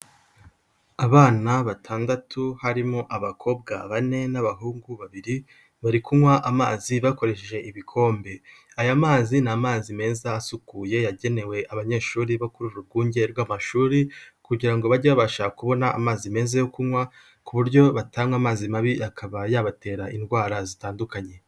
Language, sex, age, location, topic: Kinyarwanda, male, 18-24, Kigali, health